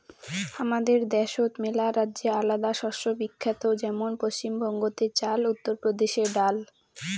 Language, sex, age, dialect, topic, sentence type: Bengali, female, 18-24, Rajbangshi, agriculture, statement